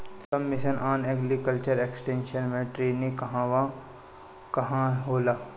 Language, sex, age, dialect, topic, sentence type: Bhojpuri, female, 31-35, Northern, agriculture, question